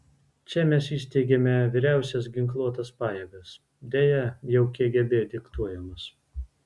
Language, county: Lithuanian, Vilnius